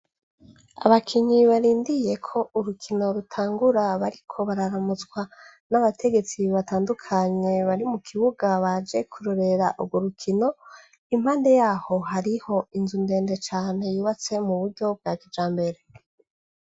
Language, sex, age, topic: Rundi, female, 25-35, education